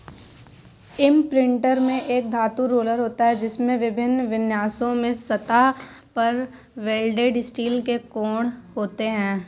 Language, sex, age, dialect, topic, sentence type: Hindi, female, 18-24, Hindustani Malvi Khadi Boli, agriculture, statement